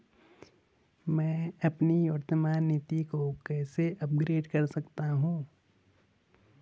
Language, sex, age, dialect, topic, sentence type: Hindi, male, 18-24, Hindustani Malvi Khadi Boli, banking, question